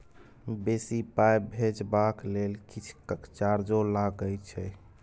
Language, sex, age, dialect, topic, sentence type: Maithili, male, 18-24, Bajjika, banking, question